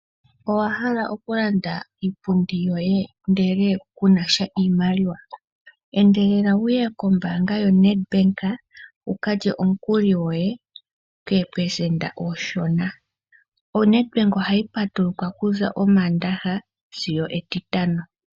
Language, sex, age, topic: Oshiwambo, female, 18-24, finance